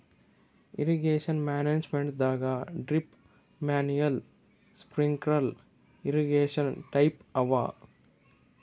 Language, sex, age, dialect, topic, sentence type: Kannada, male, 18-24, Northeastern, agriculture, statement